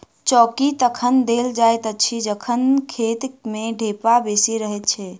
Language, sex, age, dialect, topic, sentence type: Maithili, female, 25-30, Southern/Standard, agriculture, statement